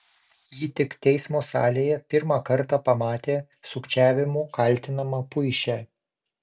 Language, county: Lithuanian, Panevėžys